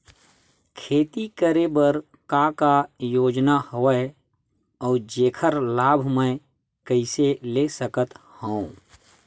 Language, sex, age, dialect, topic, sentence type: Chhattisgarhi, male, 36-40, Western/Budati/Khatahi, banking, question